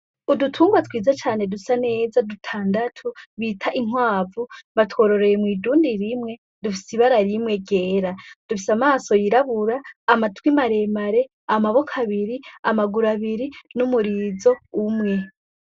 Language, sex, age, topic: Rundi, female, 18-24, agriculture